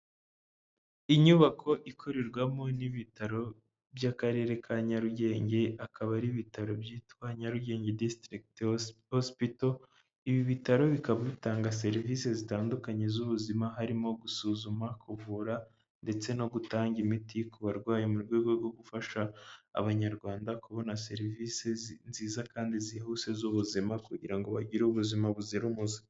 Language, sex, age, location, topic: Kinyarwanda, male, 18-24, Huye, health